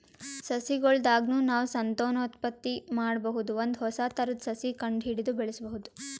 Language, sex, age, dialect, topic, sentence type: Kannada, female, 18-24, Northeastern, agriculture, statement